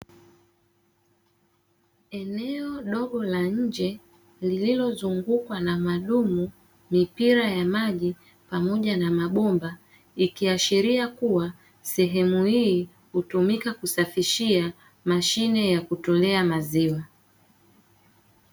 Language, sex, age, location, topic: Swahili, female, 18-24, Dar es Salaam, finance